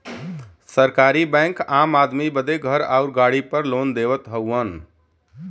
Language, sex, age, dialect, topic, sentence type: Bhojpuri, male, 31-35, Western, banking, statement